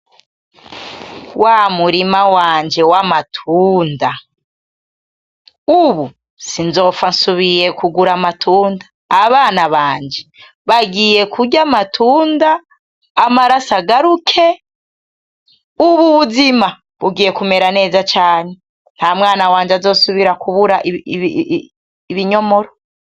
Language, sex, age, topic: Rundi, female, 25-35, agriculture